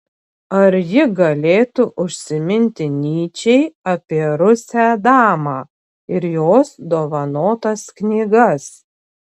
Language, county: Lithuanian, Panevėžys